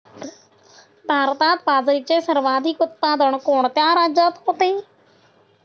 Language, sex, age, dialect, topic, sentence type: Marathi, female, 60-100, Standard Marathi, agriculture, statement